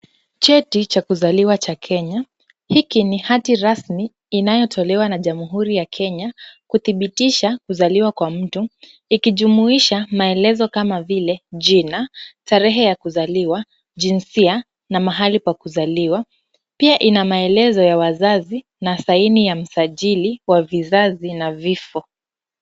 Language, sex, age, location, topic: Swahili, female, 18-24, Kisumu, government